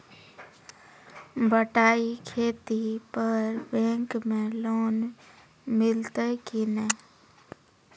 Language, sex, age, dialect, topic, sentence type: Maithili, female, 25-30, Angika, banking, question